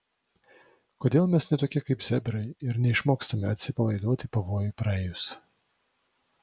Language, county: Lithuanian, Vilnius